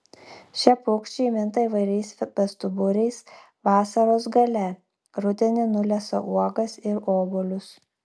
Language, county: Lithuanian, Klaipėda